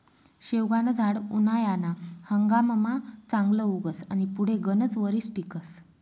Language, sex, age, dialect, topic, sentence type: Marathi, female, 25-30, Northern Konkan, agriculture, statement